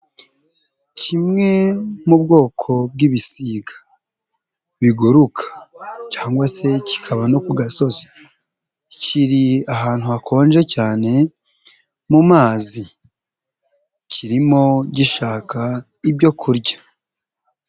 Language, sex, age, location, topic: Kinyarwanda, male, 25-35, Nyagatare, agriculture